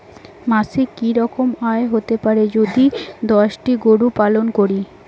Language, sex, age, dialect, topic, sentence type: Bengali, female, 18-24, Rajbangshi, agriculture, question